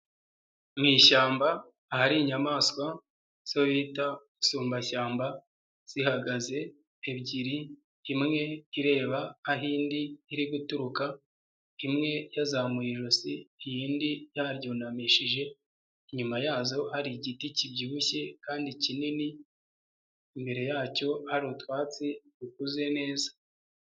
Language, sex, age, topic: Kinyarwanda, male, 25-35, agriculture